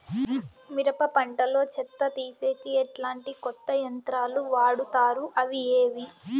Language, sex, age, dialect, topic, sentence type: Telugu, female, 18-24, Southern, agriculture, question